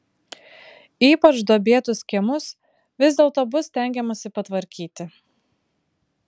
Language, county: Lithuanian, Vilnius